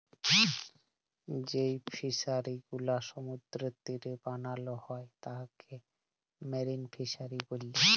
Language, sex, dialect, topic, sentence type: Bengali, male, Jharkhandi, agriculture, statement